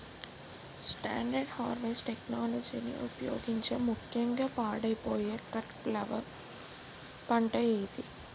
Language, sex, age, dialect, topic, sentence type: Telugu, female, 18-24, Utterandhra, agriculture, question